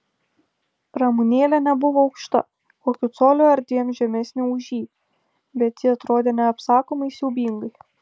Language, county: Lithuanian, Vilnius